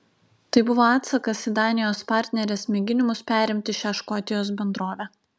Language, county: Lithuanian, Utena